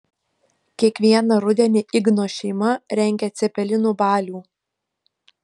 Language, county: Lithuanian, Panevėžys